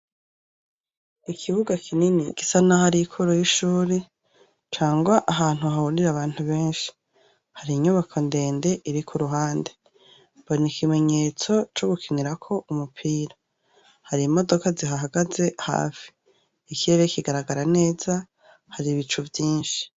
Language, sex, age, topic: Rundi, male, 36-49, education